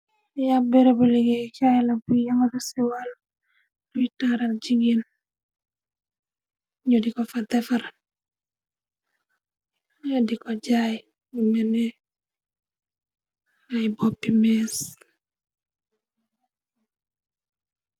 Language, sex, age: Wolof, female, 25-35